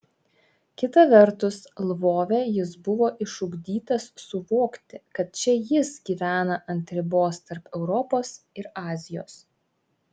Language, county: Lithuanian, Šiauliai